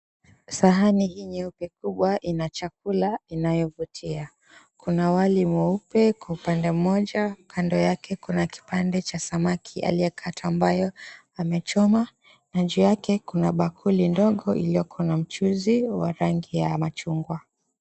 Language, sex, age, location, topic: Swahili, female, 25-35, Mombasa, agriculture